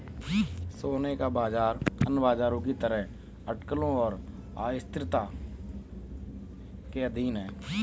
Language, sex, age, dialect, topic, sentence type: Hindi, male, 31-35, Kanauji Braj Bhasha, banking, statement